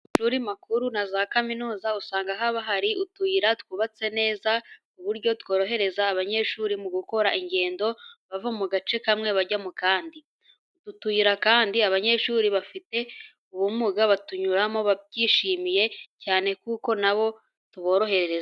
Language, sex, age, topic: Kinyarwanda, female, 18-24, education